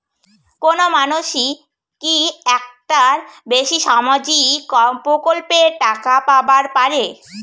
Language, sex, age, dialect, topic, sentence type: Bengali, female, 25-30, Rajbangshi, banking, question